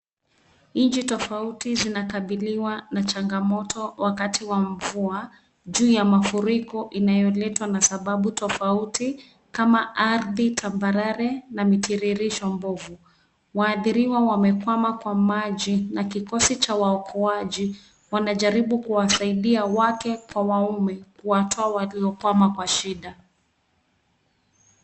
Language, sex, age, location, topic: Swahili, female, 36-49, Nairobi, health